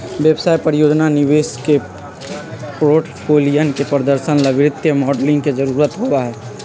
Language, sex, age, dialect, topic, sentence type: Magahi, male, 56-60, Western, banking, statement